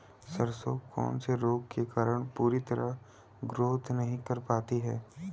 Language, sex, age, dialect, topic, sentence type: Hindi, female, 31-35, Hindustani Malvi Khadi Boli, agriculture, question